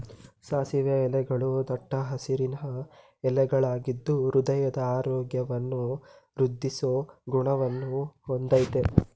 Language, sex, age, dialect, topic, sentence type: Kannada, male, 18-24, Mysore Kannada, agriculture, statement